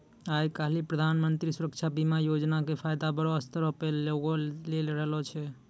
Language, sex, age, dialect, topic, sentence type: Maithili, male, 18-24, Angika, banking, statement